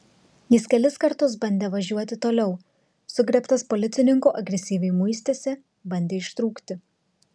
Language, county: Lithuanian, Telšiai